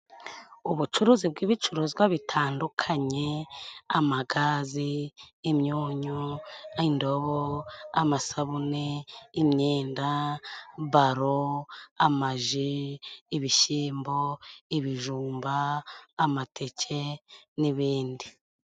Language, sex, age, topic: Kinyarwanda, female, 25-35, finance